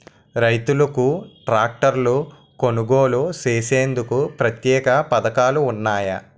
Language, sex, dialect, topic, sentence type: Telugu, male, Utterandhra, agriculture, statement